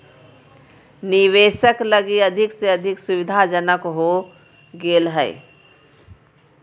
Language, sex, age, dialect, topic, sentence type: Magahi, female, 41-45, Southern, banking, statement